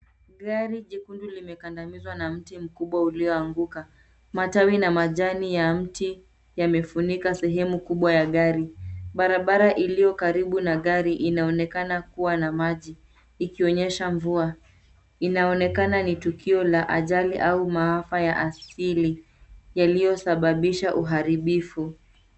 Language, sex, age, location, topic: Swahili, female, 36-49, Nairobi, health